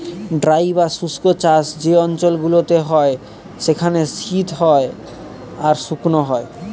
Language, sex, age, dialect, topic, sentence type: Bengali, male, 18-24, Northern/Varendri, agriculture, statement